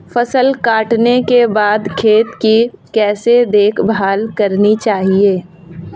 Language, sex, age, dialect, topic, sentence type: Hindi, female, 31-35, Marwari Dhudhari, agriculture, question